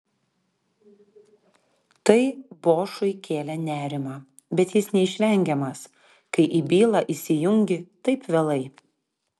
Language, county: Lithuanian, Klaipėda